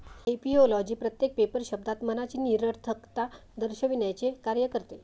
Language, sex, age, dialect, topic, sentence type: Marathi, female, 36-40, Varhadi, agriculture, statement